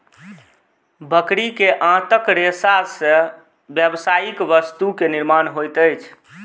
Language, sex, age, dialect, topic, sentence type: Maithili, male, 25-30, Southern/Standard, agriculture, statement